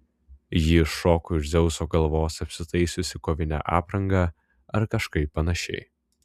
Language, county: Lithuanian, Vilnius